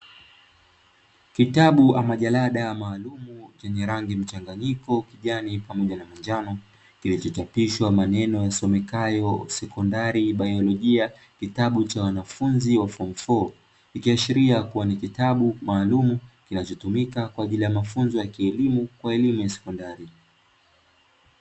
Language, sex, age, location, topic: Swahili, male, 25-35, Dar es Salaam, education